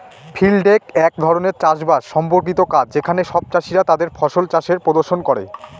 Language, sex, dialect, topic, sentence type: Bengali, male, Northern/Varendri, agriculture, statement